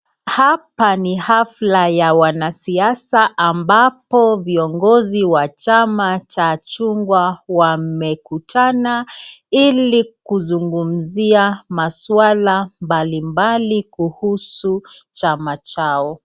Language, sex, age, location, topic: Swahili, female, 36-49, Nakuru, government